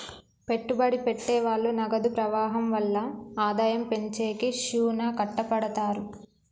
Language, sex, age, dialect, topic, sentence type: Telugu, female, 18-24, Telangana, banking, statement